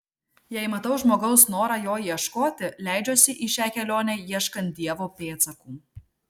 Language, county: Lithuanian, Marijampolė